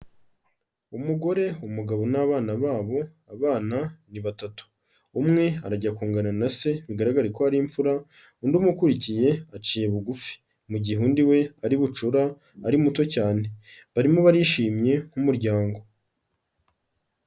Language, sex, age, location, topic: Kinyarwanda, male, 36-49, Kigali, health